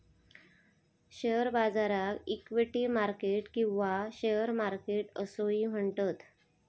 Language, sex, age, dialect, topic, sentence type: Marathi, female, 25-30, Southern Konkan, banking, statement